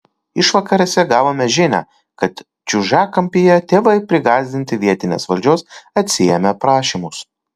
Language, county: Lithuanian, Kaunas